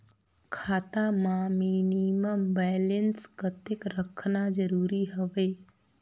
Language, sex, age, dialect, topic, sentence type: Chhattisgarhi, female, 31-35, Northern/Bhandar, banking, question